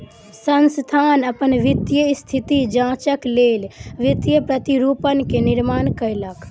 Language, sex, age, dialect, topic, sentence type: Maithili, female, 18-24, Southern/Standard, banking, statement